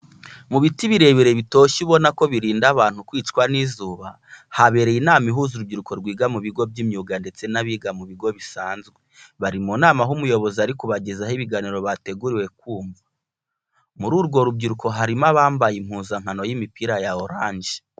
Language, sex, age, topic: Kinyarwanda, male, 25-35, education